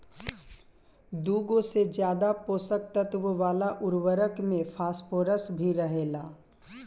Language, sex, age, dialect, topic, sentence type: Bhojpuri, male, 18-24, Southern / Standard, agriculture, statement